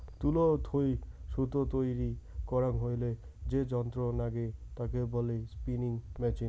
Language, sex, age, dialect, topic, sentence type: Bengali, male, 18-24, Rajbangshi, agriculture, statement